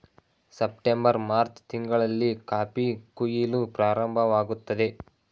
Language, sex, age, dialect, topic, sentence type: Kannada, male, 18-24, Mysore Kannada, agriculture, statement